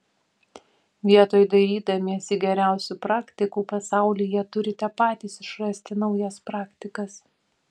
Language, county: Lithuanian, Vilnius